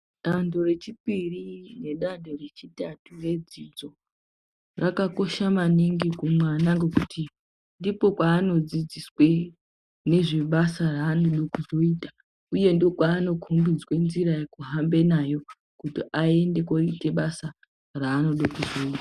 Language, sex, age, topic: Ndau, female, 18-24, education